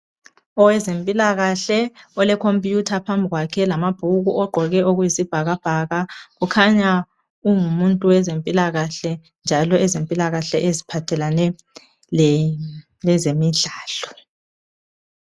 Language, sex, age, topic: North Ndebele, male, 25-35, health